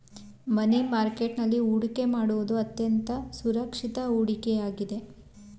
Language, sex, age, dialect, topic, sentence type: Kannada, female, 18-24, Mysore Kannada, banking, statement